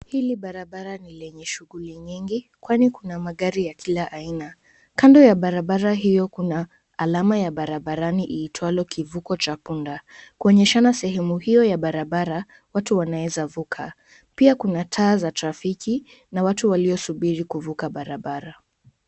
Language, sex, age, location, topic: Swahili, female, 18-24, Nairobi, government